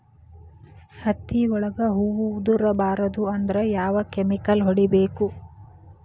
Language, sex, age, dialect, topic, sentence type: Kannada, female, 31-35, Dharwad Kannada, agriculture, question